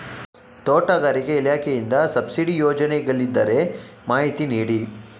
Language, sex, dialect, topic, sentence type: Kannada, male, Mysore Kannada, agriculture, question